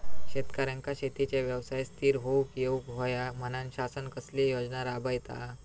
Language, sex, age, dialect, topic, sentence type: Marathi, female, 25-30, Southern Konkan, agriculture, question